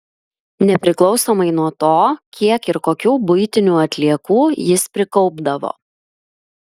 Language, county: Lithuanian, Klaipėda